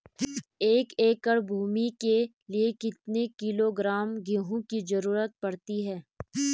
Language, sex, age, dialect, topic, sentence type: Hindi, female, 25-30, Garhwali, agriculture, question